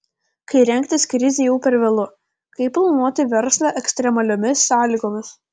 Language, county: Lithuanian, Vilnius